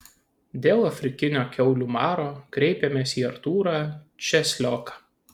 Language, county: Lithuanian, Kaunas